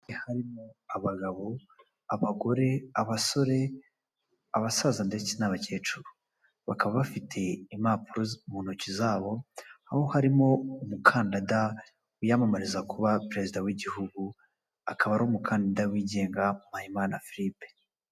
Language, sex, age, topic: Kinyarwanda, female, 25-35, government